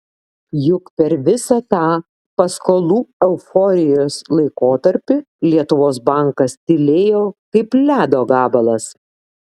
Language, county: Lithuanian, Šiauliai